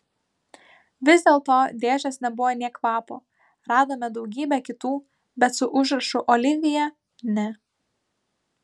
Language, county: Lithuanian, Vilnius